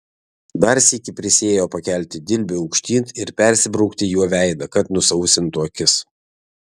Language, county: Lithuanian, Vilnius